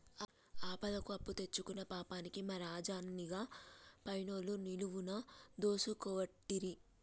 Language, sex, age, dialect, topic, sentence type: Telugu, female, 18-24, Telangana, banking, statement